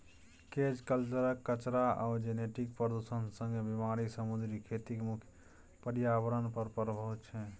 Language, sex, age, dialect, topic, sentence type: Maithili, male, 31-35, Bajjika, agriculture, statement